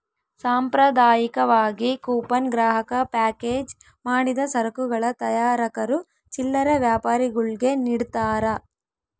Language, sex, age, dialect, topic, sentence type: Kannada, female, 18-24, Central, banking, statement